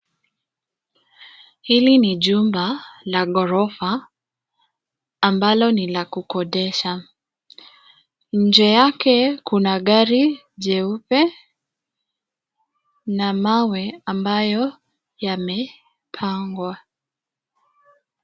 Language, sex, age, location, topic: Swahili, female, 25-35, Nairobi, finance